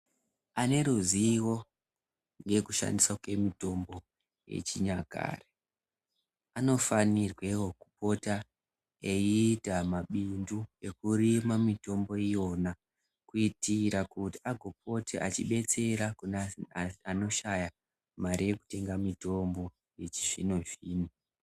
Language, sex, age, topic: Ndau, male, 18-24, health